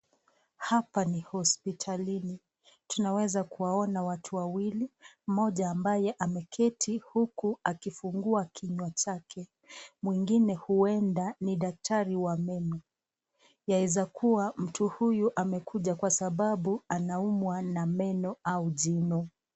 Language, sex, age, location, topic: Swahili, female, 25-35, Nakuru, health